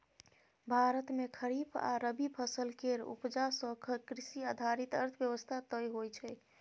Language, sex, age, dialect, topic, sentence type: Maithili, female, 18-24, Bajjika, agriculture, statement